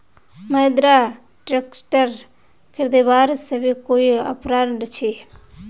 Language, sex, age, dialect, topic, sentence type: Magahi, female, 18-24, Northeastern/Surjapuri, agriculture, question